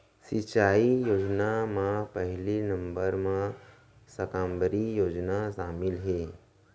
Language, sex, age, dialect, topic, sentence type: Chhattisgarhi, male, 25-30, Central, agriculture, statement